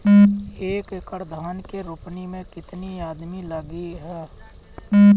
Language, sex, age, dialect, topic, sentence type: Bhojpuri, male, 31-35, Northern, agriculture, question